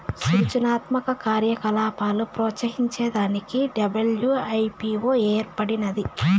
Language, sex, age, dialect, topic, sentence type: Telugu, female, 31-35, Southern, banking, statement